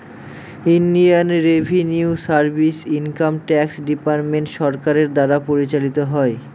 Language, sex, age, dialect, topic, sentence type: Bengali, male, 18-24, Northern/Varendri, banking, statement